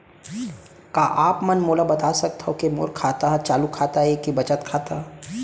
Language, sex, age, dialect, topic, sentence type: Chhattisgarhi, male, 25-30, Central, banking, question